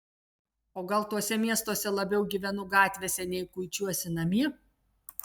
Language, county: Lithuanian, Telšiai